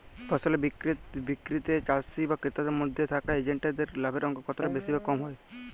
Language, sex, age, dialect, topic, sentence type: Bengali, male, 18-24, Jharkhandi, agriculture, question